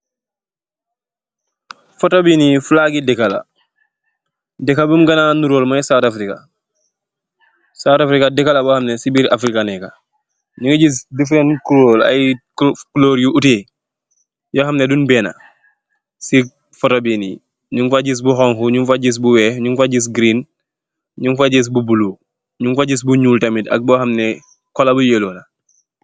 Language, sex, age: Wolof, male, 25-35